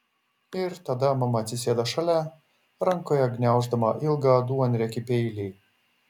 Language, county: Lithuanian, Šiauliai